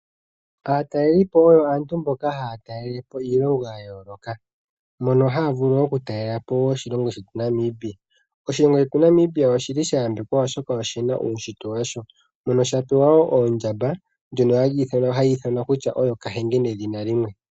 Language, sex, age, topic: Oshiwambo, male, 25-35, agriculture